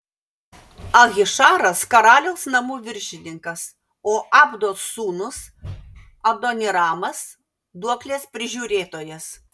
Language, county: Lithuanian, Vilnius